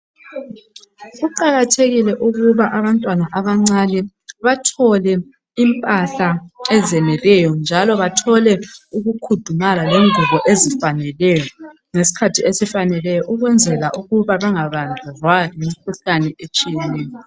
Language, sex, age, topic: North Ndebele, male, 25-35, health